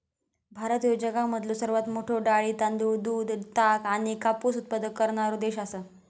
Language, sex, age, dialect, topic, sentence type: Marathi, female, 18-24, Southern Konkan, agriculture, statement